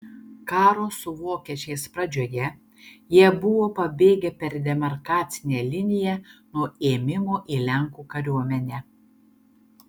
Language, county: Lithuanian, Šiauliai